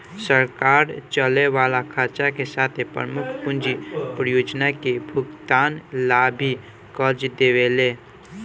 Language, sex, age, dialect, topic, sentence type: Bhojpuri, male, <18, Southern / Standard, banking, statement